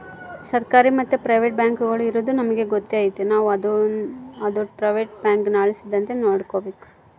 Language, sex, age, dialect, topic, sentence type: Kannada, female, 31-35, Central, banking, statement